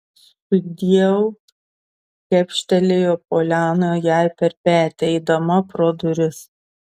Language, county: Lithuanian, Šiauliai